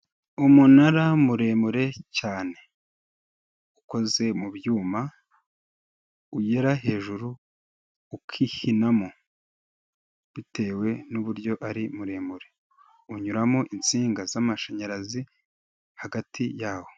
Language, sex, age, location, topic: Kinyarwanda, male, 18-24, Kigali, government